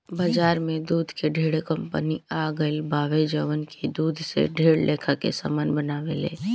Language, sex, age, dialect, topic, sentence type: Bhojpuri, female, 18-24, Southern / Standard, agriculture, statement